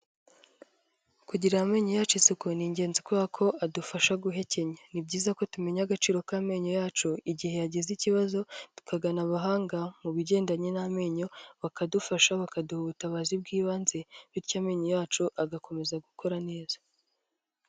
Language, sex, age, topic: Kinyarwanda, female, 18-24, health